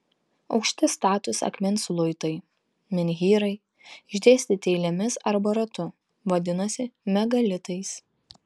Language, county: Lithuanian, Tauragė